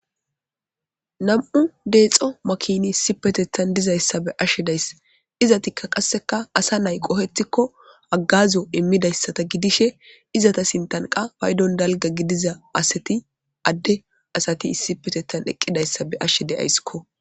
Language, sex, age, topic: Gamo, male, 18-24, government